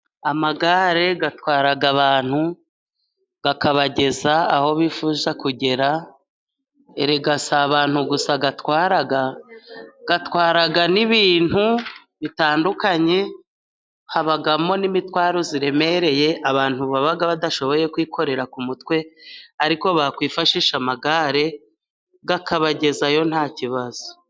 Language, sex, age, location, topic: Kinyarwanda, female, 36-49, Musanze, government